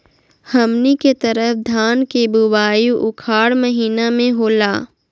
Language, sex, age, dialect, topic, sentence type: Magahi, female, 18-24, Southern, agriculture, question